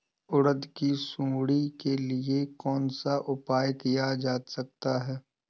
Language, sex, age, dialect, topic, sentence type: Hindi, male, 18-24, Awadhi Bundeli, agriculture, question